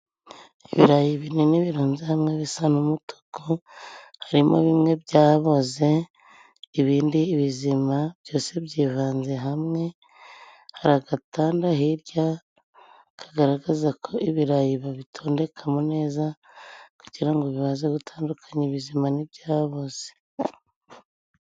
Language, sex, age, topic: Kinyarwanda, female, 25-35, agriculture